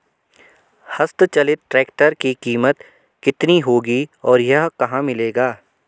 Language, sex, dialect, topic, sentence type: Hindi, male, Garhwali, agriculture, question